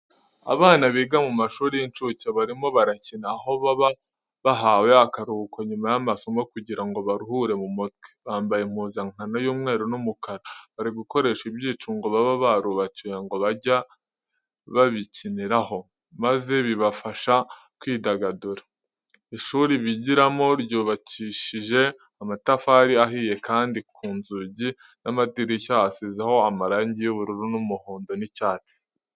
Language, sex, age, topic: Kinyarwanda, male, 18-24, education